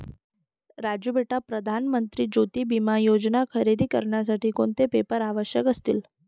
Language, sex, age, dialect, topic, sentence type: Marathi, female, 25-30, Varhadi, banking, statement